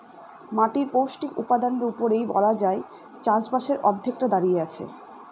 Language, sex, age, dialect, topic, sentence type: Bengali, female, 31-35, Northern/Varendri, agriculture, statement